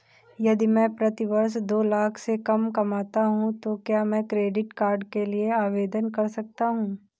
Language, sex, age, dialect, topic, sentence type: Hindi, female, 18-24, Awadhi Bundeli, banking, question